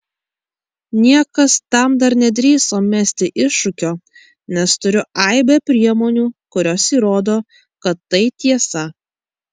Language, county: Lithuanian, Kaunas